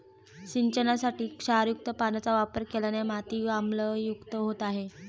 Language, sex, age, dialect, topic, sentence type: Marathi, female, 18-24, Standard Marathi, agriculture, statement